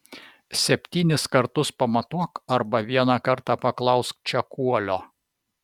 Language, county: Lithuanian, Vilnius